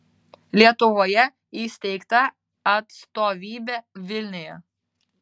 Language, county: Lithuanian, Vilnius